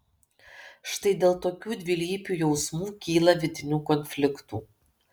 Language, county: Lithuanian, Kaunas